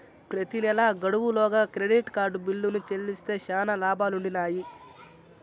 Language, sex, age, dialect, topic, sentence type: Telugu, male, 41-45, Southern, banking, statement